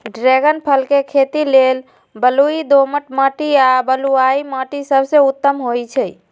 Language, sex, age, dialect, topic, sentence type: Magahi, female, 18-24, Western, agriculture, statement